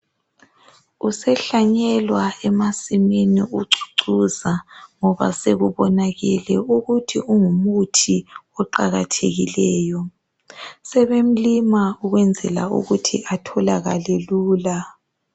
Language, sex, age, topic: North Ndebele, female, 18-24, health